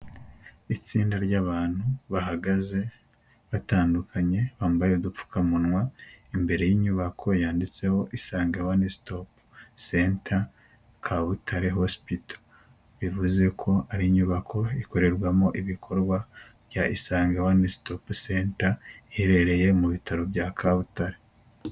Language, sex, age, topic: Kinyarwanda, male, 18-24, health